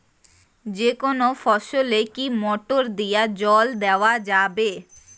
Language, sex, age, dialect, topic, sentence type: Bengali, female, 18-24, Rajbangshi, agriculture, question